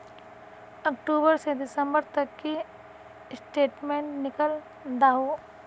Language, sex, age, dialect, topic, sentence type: Magahi, female, 25-30, Northeastern/Surjapuri, banking, question